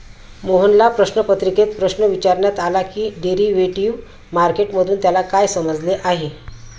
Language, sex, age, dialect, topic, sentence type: Marathi, female, 56-60, Standard Marathi, banking, statement